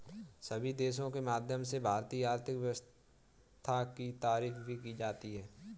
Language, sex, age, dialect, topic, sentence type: Hindi, female, 18-24, Kanauji Braj Bhasha, banking, statement